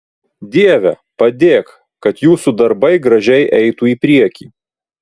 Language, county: Lithuanian, Vilnius